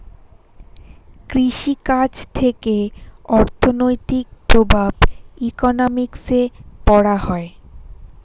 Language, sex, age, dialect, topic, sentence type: Bengali, female, 25-30, Standard Colloquial, agriculture, statement